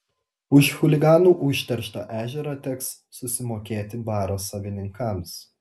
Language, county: Lithuanian, Telšiai